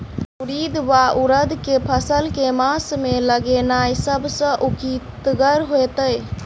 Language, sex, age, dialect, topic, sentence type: Maithili, female, 25-30, Southern/Standard, agriculture, question